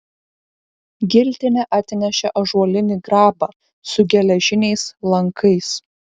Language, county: Lithuanian, Vilnius